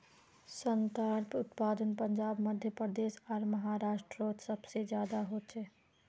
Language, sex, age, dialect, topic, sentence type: Magahi, female, 46-50, Northeastern/Surjapuri, agriculture, statement